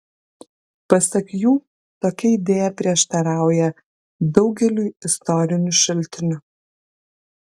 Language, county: Lithuanian, Kaunas